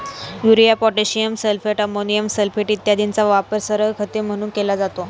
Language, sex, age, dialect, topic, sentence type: Marathi, female, 18-24, Standard Marathi, agriculture, statement